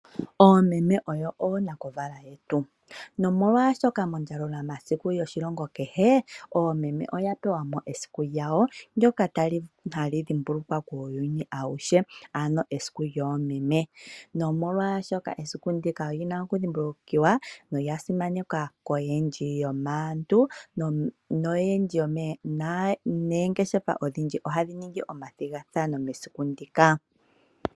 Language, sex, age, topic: Oshiwambo, female, 25-35, finance